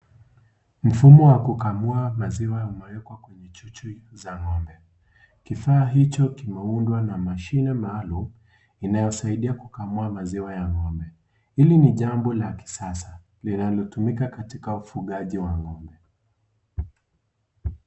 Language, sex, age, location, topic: Swahili, male, 18-24, Kisii, agriculture